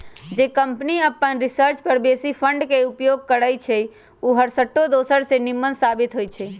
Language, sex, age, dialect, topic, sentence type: Magahi, female, 25-30, Western, banking, statement